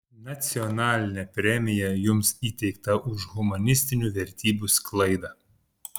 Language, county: Lithuanian, Panevėžys